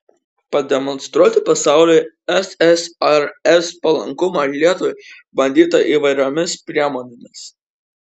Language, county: Lithuanian, Kaunas